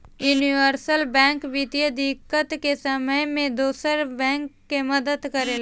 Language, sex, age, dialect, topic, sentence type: Bhojpuri, female, 18-24, Southern / Standard, banking, statement